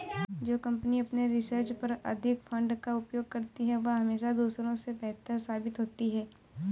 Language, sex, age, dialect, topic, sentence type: Hindi, female, 18-24, Marwari Dhudhari, banking, statement